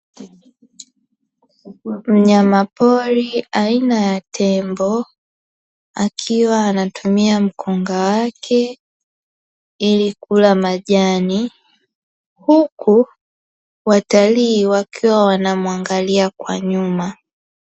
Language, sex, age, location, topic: Swahili, female, 18-24, Dar es Salaam, agriculture